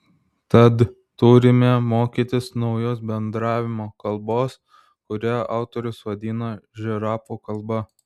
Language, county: Lithuanian, Vilnius